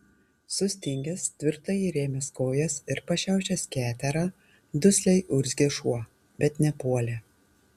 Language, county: Lithuanian, Tauragė